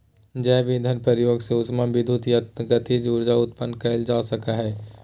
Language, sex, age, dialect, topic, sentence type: Magahi, male, 18-24, Southern, agriculture, statement